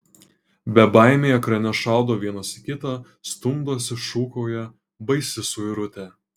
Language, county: Lithuanian, Kaunas